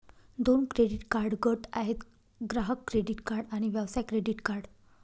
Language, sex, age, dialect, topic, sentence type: Marathi, female, 31-35, Northern Konkan, banking, statement